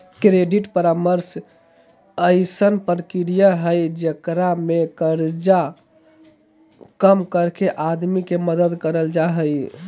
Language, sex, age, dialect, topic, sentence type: Magahi, male, 18-24, Southern, banking, statement